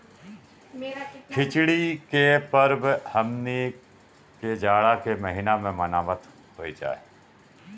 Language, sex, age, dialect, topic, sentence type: Bhojpuri, male, 41-45, Northern, agriculture, statement